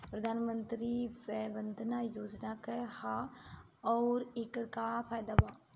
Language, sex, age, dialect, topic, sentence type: Bhojpuri, female, 31-35, Southern / Standard, banking, question